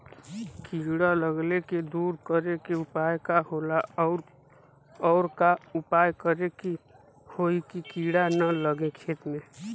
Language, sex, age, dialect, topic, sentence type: Bhojpuri, male, 25-30, Western, agriculture, question